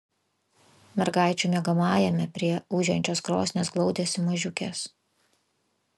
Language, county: Lithuanian, Vilnius